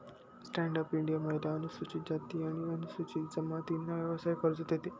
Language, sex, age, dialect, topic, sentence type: Marathi, male, 25-30, Northern Konkan, banking, statement